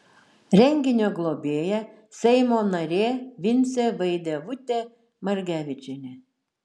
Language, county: Lithuanian, Šiauliai